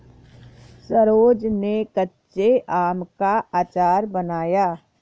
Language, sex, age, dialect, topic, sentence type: Hindi, female, 51-55, Awadhi Bundeli, agriculture, statement